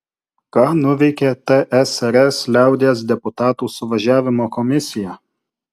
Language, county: Lithuanian, Utena